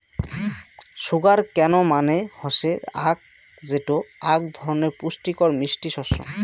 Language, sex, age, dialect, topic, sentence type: Bengali, male, 25-30, Rajbangshi, agriculture, statement